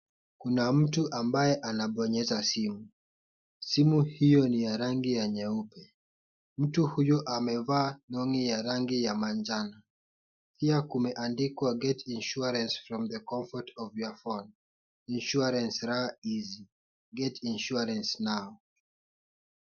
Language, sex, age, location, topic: Swahili, male, 18-24, Kisumu, finance